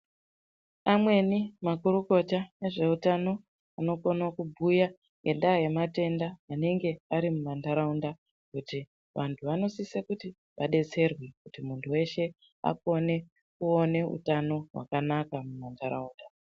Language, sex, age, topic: Ndau, female, 36-49, health